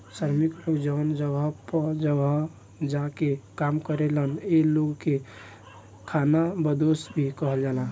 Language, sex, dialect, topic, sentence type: Bhojpuri, male, Southern / Standard, agriculture, statement